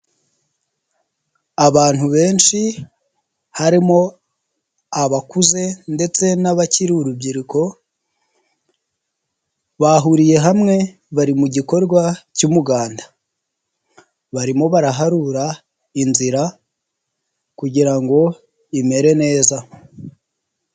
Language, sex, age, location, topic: Kinyarwanda, male, 25-35, Nyagatare, government